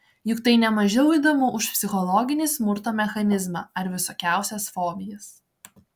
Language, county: Lithuanian, Klaipėda